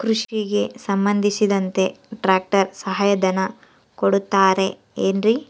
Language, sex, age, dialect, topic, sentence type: Kannada, female, 18-24, Central, agriculture, question